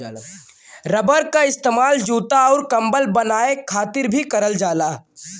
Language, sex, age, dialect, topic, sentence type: Bhojpuri, male, <18, Western, agriculture, statement